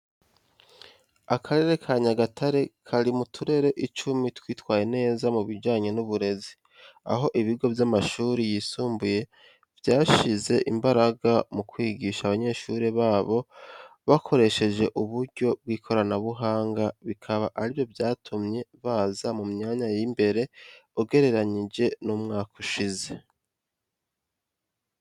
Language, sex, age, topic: Kinyarwanda, male, 25-35, education